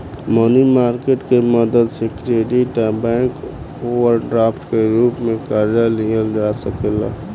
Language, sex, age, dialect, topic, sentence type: Bhojpuri, male, 18-24, Southern / Standard, banking, statement